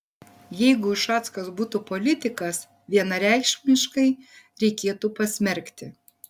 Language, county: Lithuanian, Kaunas